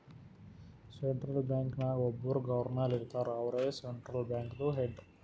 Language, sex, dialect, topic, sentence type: Kannada, male, Northeastern, banking, statement